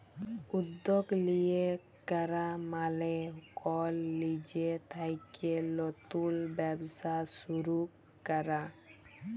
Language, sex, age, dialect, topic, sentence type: Bengali, female, 18-24, Jharkhandi, banking, statement